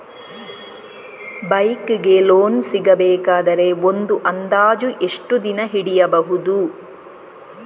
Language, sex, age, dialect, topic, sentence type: Kannada, female, 36-40, Coastal/Dakshin, banking, question